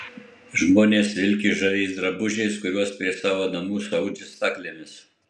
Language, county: Lithuanian, Utena